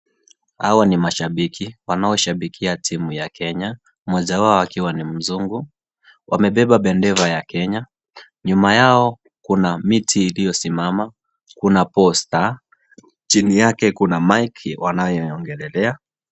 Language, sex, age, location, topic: Swahili, male, 18-24, Kisii, government